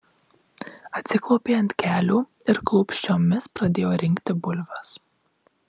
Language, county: Lithuanian, Marijampolė